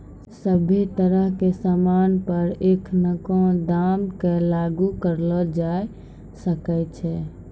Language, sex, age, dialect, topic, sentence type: Maithili, female, 18-24, Angika, banking, statement